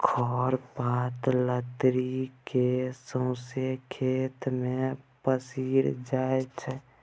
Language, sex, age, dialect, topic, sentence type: Maithili, male, 18-24, Bajjika, agriculture, statement